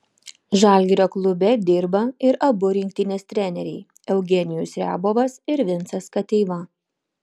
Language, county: Lithuanian, Panevėžys